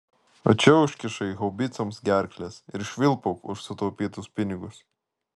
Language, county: Lithuanian, Vilnius